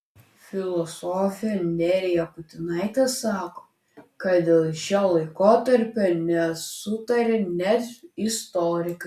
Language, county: Lithuanian, Klaipėda